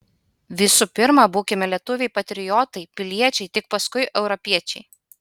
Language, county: Lithuanian, Utena